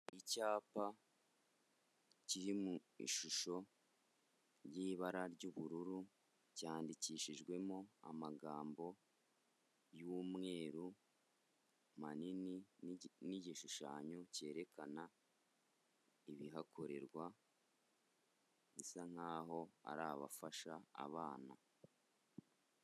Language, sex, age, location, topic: Kinyarwanda, male, 25-35, Kigali, health